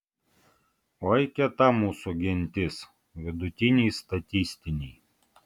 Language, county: Lithuanian, Vilnius